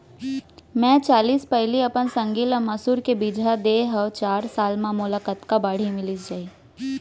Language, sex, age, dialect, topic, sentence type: Chhattisgarhi, female, 18-24, Central, agriculture, question